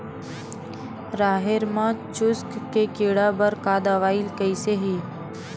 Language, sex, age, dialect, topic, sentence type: Chhattisgarhi, female, 18-24, Western/Budati/Khatahi, agriculture, question